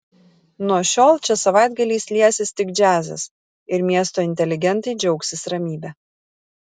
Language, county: Lithuanian, Kaunas